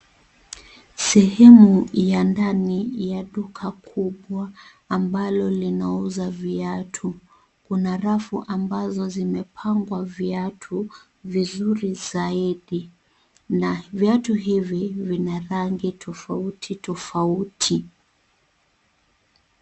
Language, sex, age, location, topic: Swahili, female, 25-35, Kisii, finance